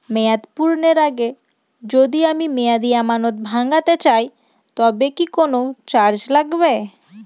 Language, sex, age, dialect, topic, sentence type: Bengali, female, 25-30, Northern/Varendri, banking, question